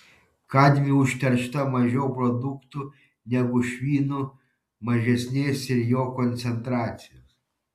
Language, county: Lithuanian, Panevėžys